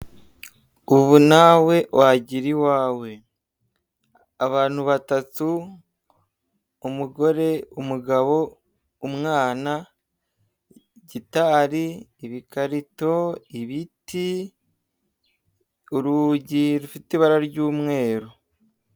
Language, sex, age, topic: Kinyarwanda, male, 18-24, finance